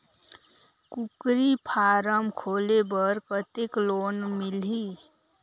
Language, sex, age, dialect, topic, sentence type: Chhattisgarhi, female, 18-24, Northern/Bhandar, banking, question